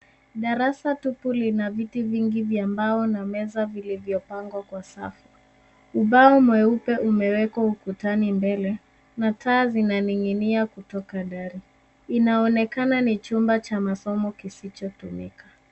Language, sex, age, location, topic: Swahili, female, 18-24, Nairobi, education